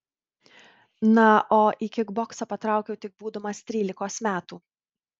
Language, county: Lithuanian, Vilnius